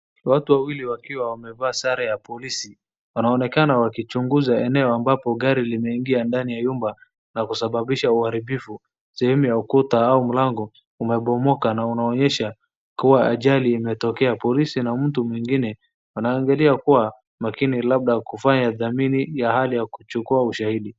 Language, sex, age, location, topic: Swahili, male, 36-49, Wajir, health